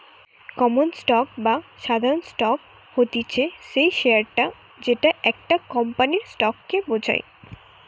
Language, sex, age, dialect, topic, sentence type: Bengali, female, 18-24, Western, banking, statement